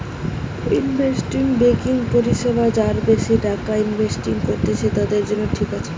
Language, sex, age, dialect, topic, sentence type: Bengali, female, 18-24, Western, banking, statement